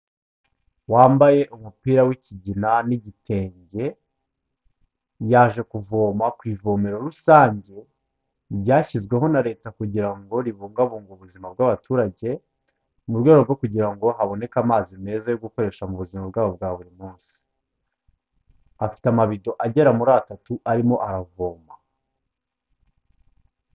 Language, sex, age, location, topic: Kinyarwanda, male, 25-35, Kigali, health